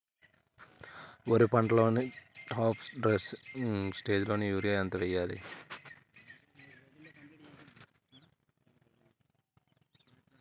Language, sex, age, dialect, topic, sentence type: Telugu, male, 25-30, Utterandhra, agriculture, question